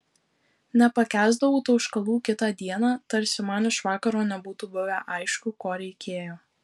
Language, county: Lithuanian, Alytus